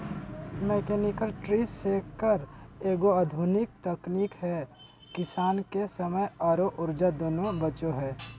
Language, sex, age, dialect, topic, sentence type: Magahi, male, 25-30, Southern, agriculture, statement